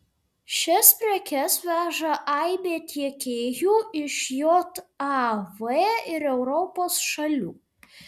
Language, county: Lithuanian, Vilnius